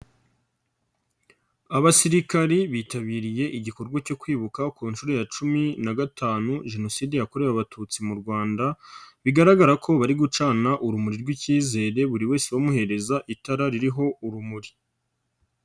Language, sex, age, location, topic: Kinyarwanda, male, 25-35, Nyagatare, government